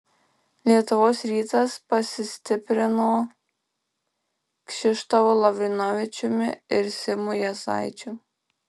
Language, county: Lithuanian, Marijampolė